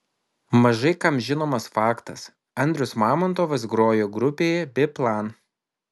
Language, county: Lithuanian, Alytus